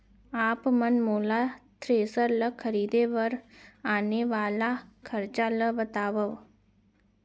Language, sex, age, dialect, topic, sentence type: Chhattisgarhi, female, 25-30, Central, agriculture, question